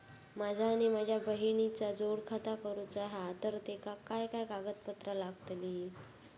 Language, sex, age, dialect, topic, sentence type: Marathi, female, 18-24, Southern Konkan, banking, question